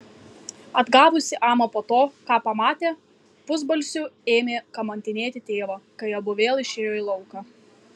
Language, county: Lithuanian, Kaunas